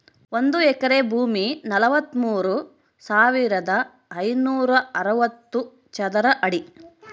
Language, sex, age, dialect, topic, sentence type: Kannada, female, 25-30, Central, agriculture, statement